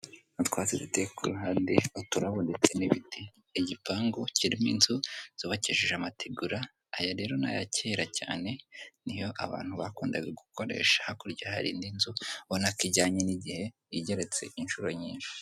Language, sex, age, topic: Kinyarwanda, male, 18-24, government